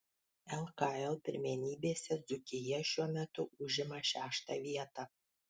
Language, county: Lithuanian, Panevėžys